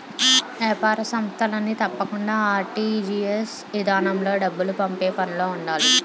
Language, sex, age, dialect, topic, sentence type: Telugu, female, 25-30, Utterandhra, banking, statement